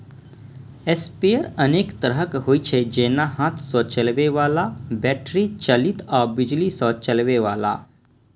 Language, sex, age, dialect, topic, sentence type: Maithili, male, 25-30, Eastern / Thethi, agriculture, statement